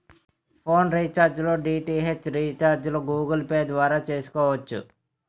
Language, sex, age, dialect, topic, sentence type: Telugu, male, 18-24, Utterandhra, banking, statement